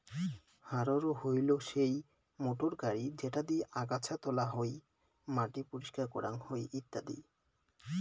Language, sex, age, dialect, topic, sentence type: Bengali, male, 18-24, Rajbangshi, agriculture, statement